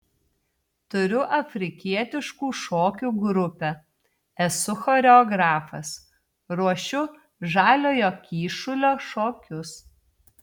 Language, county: Lithuanian, Telšiai